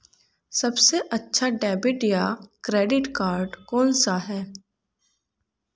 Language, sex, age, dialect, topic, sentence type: Hindi, female, 18-24, Hindustani Malvi Khadi Boli, banking, question